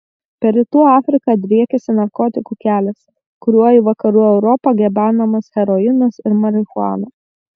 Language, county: Lithuanian, Vilnius